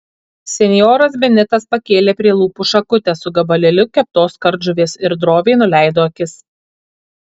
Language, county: Lithuanian, Kaunas